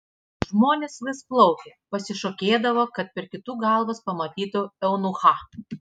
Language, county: Lithuanian, Klaipėda